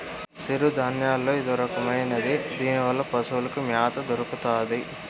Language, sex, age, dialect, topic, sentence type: Telugu, male, 25-30, Southern, agriculture, statement